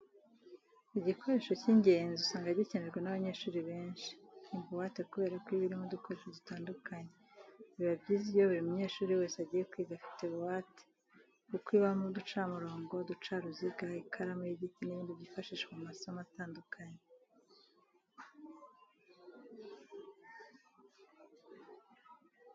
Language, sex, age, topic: Kinyarwanda, female, 36-49, education